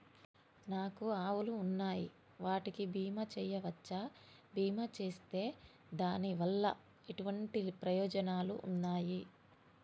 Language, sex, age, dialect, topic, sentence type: Telugu, female, 18-24, Telangana, banking, question